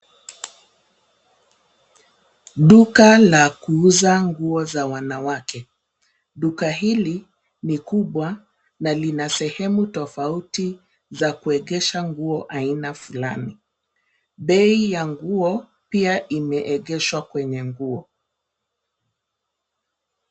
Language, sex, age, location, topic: Swahili, female, 50+, Nairobi, finance